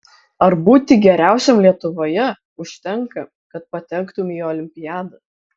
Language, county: Lithuanian, Kaunas